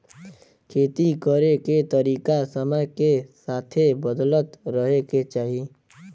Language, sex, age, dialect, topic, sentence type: Bhojpuri, male, 18-24, Western, agriculture, statement